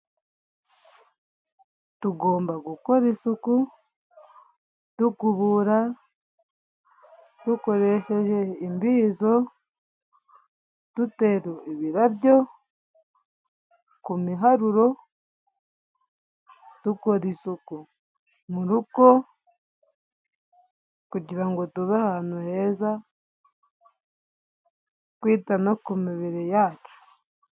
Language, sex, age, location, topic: Kinyarwanda, female, 25-35, Musanze, government